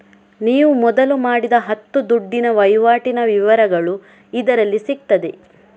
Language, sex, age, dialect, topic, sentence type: Kannada, female, 18-24, Coastal/Dakshin, banking, statement